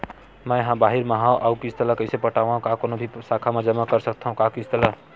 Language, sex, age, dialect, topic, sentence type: Chhattisgarhi, male, 31-35, Western/Budati/Khatahi, banking, question